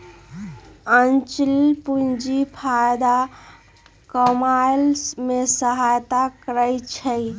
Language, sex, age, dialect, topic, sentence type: Magahi, female, 36-40, Western, banking, statement